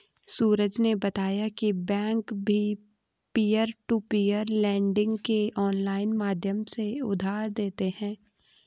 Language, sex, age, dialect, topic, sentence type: Hindi, female, 18-24, Garhwali, banking, statement